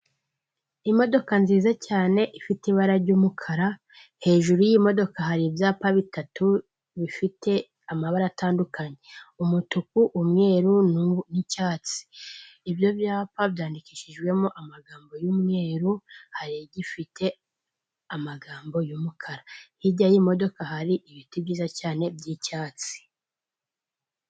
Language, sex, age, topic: Kinyarwanda, female, 18-24, finance